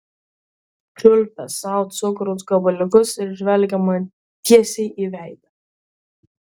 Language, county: Lithuanian, Vilnius